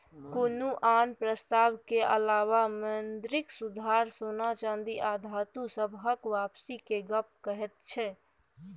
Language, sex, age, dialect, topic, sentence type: Maithili, male, 41-45, Bajjika, banking, statement